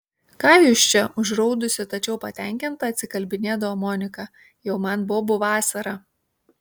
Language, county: Lithuanian, Kaunas